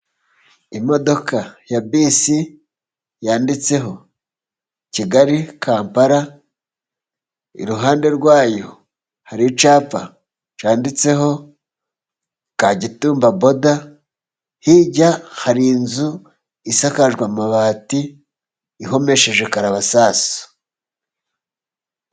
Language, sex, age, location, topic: Kinyarwanda, male, 36-49, Musanze, government